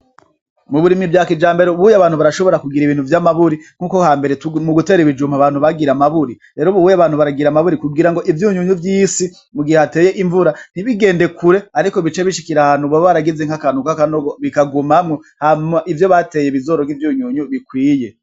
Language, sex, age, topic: Rundi, male, 25-35, agriculture